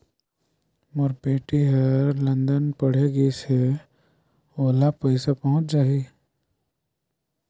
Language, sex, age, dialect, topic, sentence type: Chhattisgarhi, male, 18-24, Northern/Bhandar, banking, question